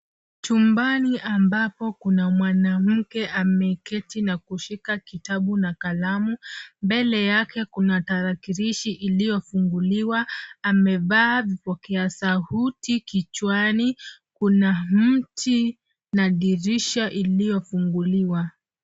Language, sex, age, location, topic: Swahili, female, 25-35, Nairobi, education